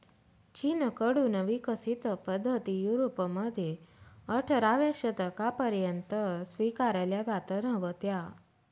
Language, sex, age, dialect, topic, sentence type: Marathi, female, 25-30, Northern Konkan, agriculture, statement